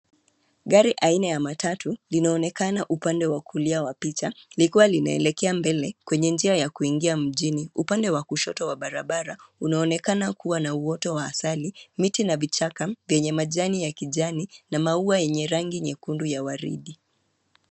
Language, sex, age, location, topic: Swahili, female, 25-35, Nairobi, government